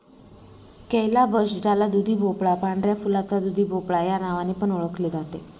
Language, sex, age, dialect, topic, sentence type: Marathi, female, 36-40, Northern Konkan, agriculture, statement